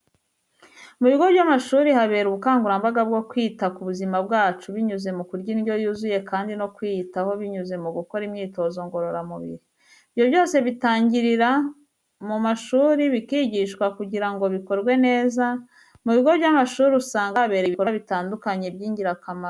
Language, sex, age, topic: Kinyarwanda, female, 25-35, education